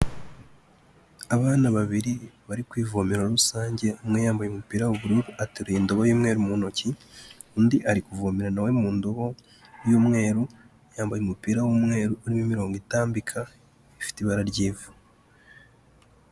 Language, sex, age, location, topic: Kinyarwanda, male, 18-24, Kigali, health